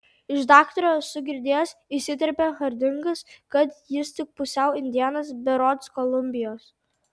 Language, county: Lithuanian, Tauragė